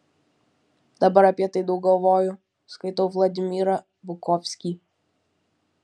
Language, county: Lithuanian, Vilnius